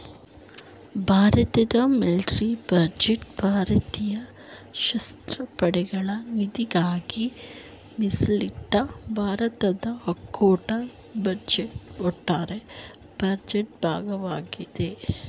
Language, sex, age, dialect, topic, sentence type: Kannada, female, 31-35, Mysore Kannada, banking, statement